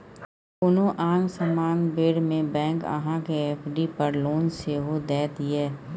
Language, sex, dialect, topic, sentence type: Maithili, female, Bajjika, banking, statement